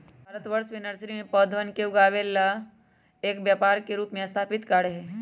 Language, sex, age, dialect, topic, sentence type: Magahi, female, 25-30, Western, agriculture, statement